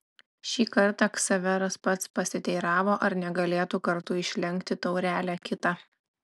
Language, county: Lithuanian, Klaipėda